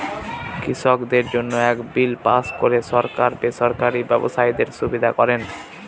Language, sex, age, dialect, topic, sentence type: Bengali, male, <18, Northern/Varendri, agriculture, statement